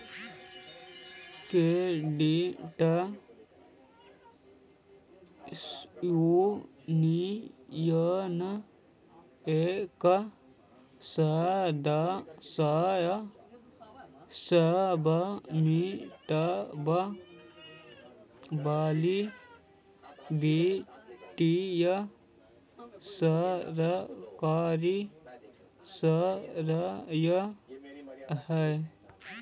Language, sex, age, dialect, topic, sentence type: Magahi, male, 31-35, Central/Standard, banking, statement